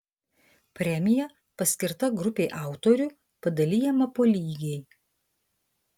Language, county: Lithuanian, Vilnius